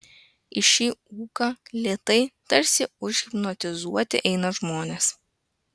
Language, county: Lithuanian, Klaipėda